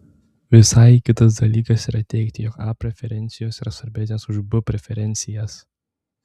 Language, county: Lithuanian, Tauragė